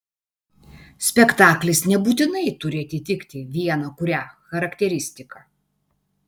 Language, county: Lithuanian, Vilnius